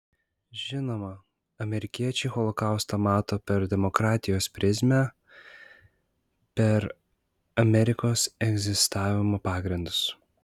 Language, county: Lithuanian, Klaipėda